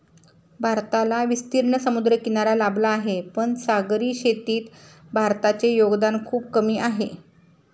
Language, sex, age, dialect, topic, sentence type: Marathi, female, 51-55, Standard Marathi, agriculture, statement